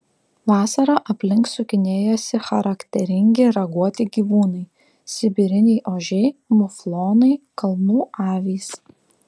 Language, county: Lithuanian, Klaipėda